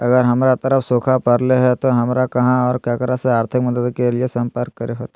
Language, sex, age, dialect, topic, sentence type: Magahi, male, 25-30, Southern, agriculture, question